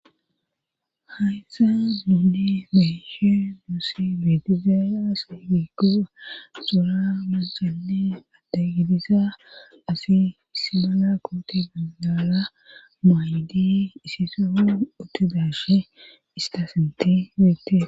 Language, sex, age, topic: Gamo, female, 18-24, government